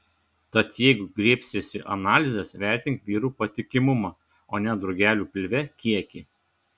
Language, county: Lithuanian, Šiauliai